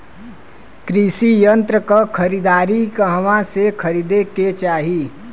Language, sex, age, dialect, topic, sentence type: Bhojpuri, male, 25-30, Western, agriculture, question